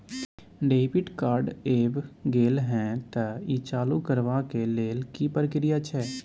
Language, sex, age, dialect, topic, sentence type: Maithili, male, 18-24, Bajjika, banking, question